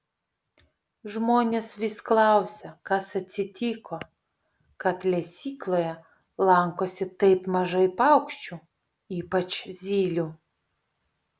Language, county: Lithuanian, Vilnius